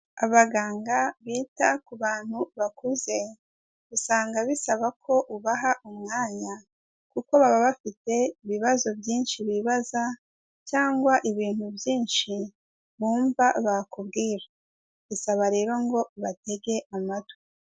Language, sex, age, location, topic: Kinyarwanda, female, 18-24, Kigali, health